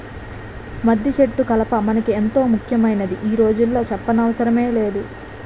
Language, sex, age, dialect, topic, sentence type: Telugu, female, 18-24, Utterandhra, agriculture, statement